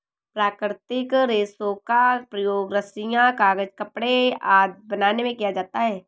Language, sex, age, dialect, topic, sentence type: Hindi, female, 18-24, Awadhi Bundeli, agriculture, statement